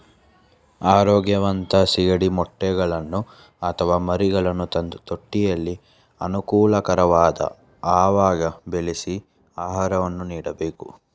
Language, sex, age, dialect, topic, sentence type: Kannada, male, 18-24, Mysore Kannada, agriculture, statement